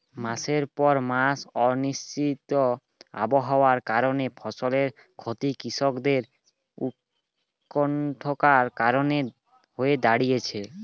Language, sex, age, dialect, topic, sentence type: Bengali, male, 18-24, Standard Colloquial, agriculture, question